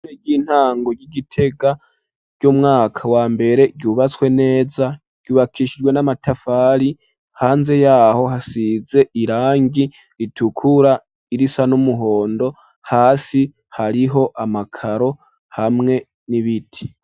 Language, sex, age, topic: Rundi, male, 18-24, education